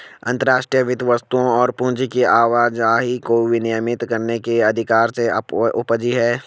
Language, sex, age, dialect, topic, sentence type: Hindi, male, 25-30, Garhwali, banking, statement